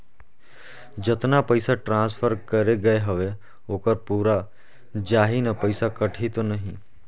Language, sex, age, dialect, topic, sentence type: Chhattisgarhi, male, 31-35, Northern/Bhandar, banking, question